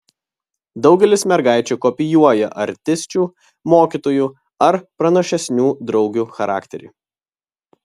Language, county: Lithuanian, Vilnius